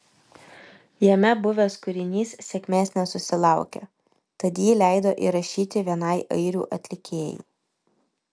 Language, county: Lithuanian, Vilnius